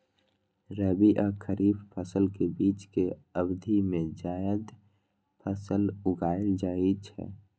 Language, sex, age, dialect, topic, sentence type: Maithili, male, 25-30, Eastern / Thethi, agriculture, statement